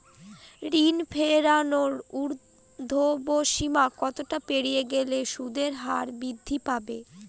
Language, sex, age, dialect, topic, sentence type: Bengali, female, 60-100, Northern/Varendri, banking, question